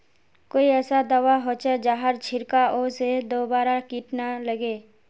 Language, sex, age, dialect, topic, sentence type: Magahi, female, 18-24, Northeastern/Surjapuri, agriculture, question